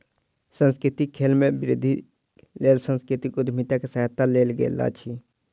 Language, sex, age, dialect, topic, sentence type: Maithili, male, 36-40, Southern/Standard, banking, statement